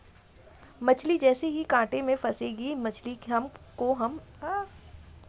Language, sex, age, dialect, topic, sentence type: Hindi, female, 25-30, Hindustani Malvi Khadi Boli, agriculture, statement